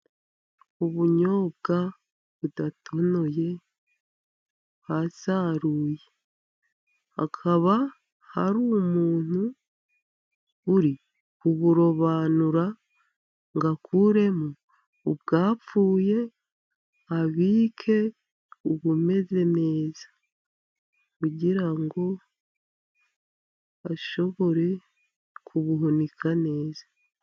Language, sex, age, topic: Kinyarwanda, female, 50+, agriculture